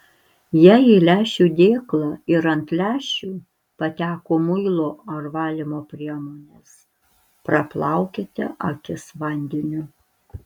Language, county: Lithuanian, Alytus